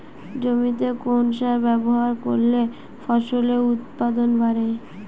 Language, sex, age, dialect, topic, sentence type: Bengali, female, 18-24, Western, agriculture, question